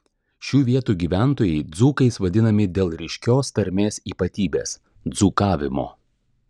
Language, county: Lithuanian, Klaipėda